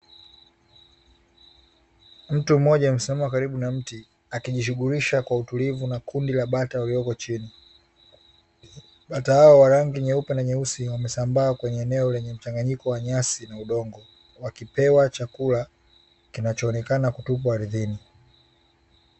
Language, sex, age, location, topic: Swahili, male, 18-24, Dar es Salaam, agriculture